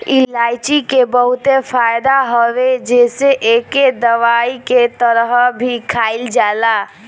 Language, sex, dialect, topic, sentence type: Bhojpuri, female, Northern, agriculture, statement